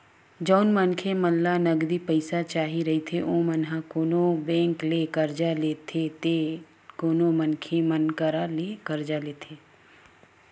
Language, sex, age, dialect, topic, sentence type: Chhattisgarhi, female, 18-24, Western/Budati/Khatahi, banking, statement